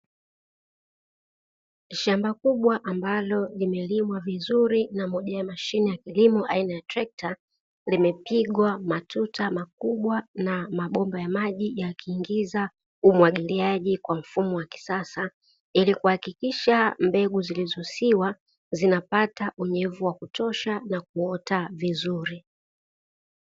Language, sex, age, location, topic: Swahili, female, 18-24, Dar es Salaam, agriculture